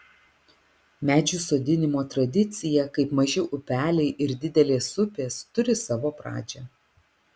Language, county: Lithuanian, Alytus